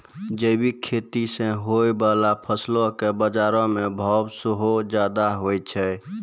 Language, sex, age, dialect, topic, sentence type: Maithili, male, 18-24, Angika, agriculture, statement